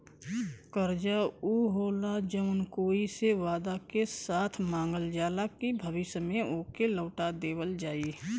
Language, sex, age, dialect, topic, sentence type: Bhojpuri, male, 31-35, Western, banking, statement